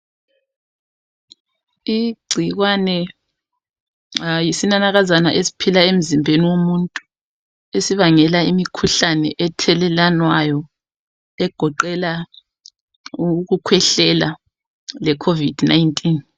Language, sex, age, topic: North Ndebele, female, 25-35, health